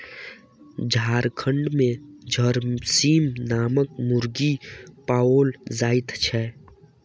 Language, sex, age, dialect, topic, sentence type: Maithili, male, 18-24, Southern/Standard, agriculture, statement